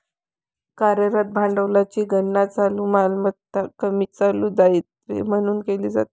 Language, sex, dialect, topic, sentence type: Marathi, female, Varhadi, banking, statement